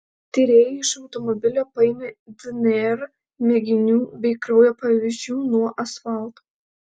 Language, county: Lithuanian, Alytus